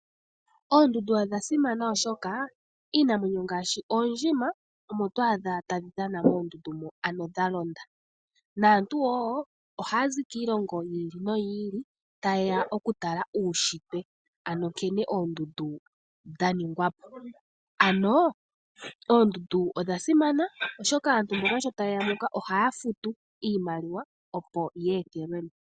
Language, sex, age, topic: Oshiwambo, female, 18-24, agriculture